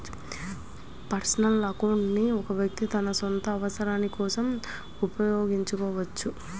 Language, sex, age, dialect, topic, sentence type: Telugu, female, 18-24, Central/Coastal, banking, statement